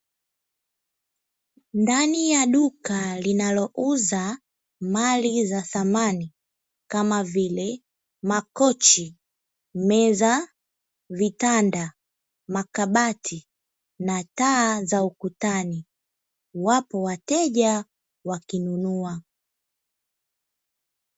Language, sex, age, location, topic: Swahili, female, 18-24, Dar es Salaam, finance